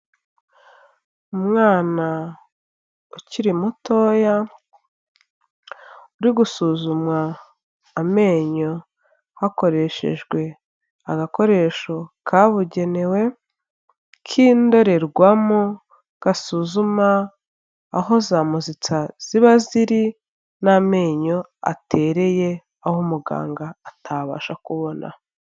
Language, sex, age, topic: Kinyarwanda, female, 25-35, health